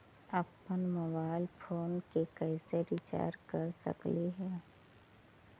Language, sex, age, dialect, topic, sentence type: Magahi, female, 60-100, Central/Standard, banking, question